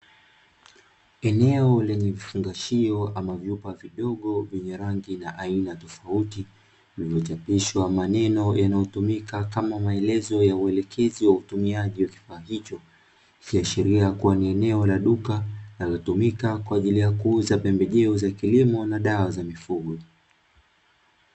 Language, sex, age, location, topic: Swahili, male, 25-35, Dar es Salaam, agriculture